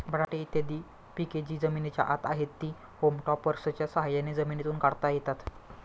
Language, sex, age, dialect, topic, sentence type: Marathi, male, 25-30, Standard Marathi, agriculture, statement